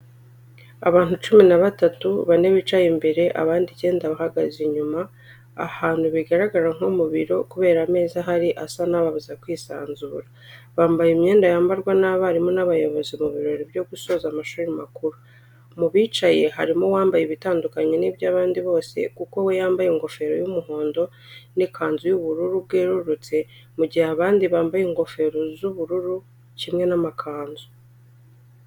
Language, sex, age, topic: Kinyarwanda, female, 25-35, education